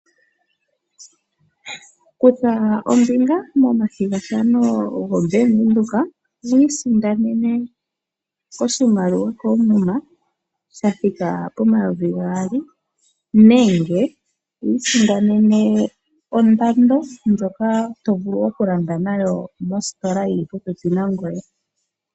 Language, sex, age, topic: Oshiwambo, female, 25-35, finance